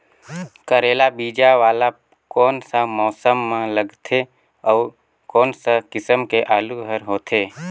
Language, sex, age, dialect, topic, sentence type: Chhattisgarhi, male, 18-24, Northern/Bhandar, agriculture, question